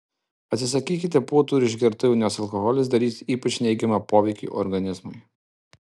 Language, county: Lithuanian, Alytus